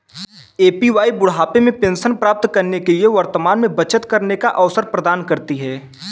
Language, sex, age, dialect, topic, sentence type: Hindi, male, 18-24, Kanauji Braj Bhasha, banking, statement